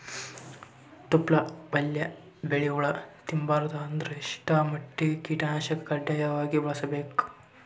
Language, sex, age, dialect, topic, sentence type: Kannada, male, 18-24, Northeastern, agriculture, question